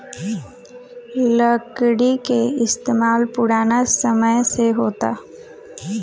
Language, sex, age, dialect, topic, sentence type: Bhojpuri, female, 18-24, Southern / Standard, agriculture, statement